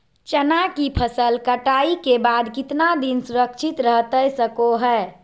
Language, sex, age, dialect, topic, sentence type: Magahi, female, 41-45, Southern, agriculture, question